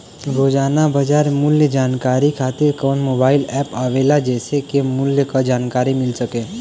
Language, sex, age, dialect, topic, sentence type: Bhojpuri, male, 18-24, Western, agriculture, question